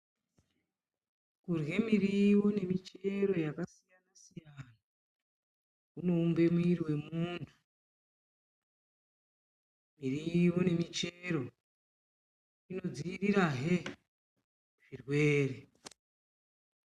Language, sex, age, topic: Ndau, female, 50+, health